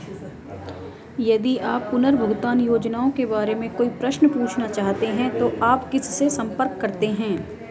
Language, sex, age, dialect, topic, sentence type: Hindi, female, 18-24, Hindustani Malvi Khadi Boli, banking, question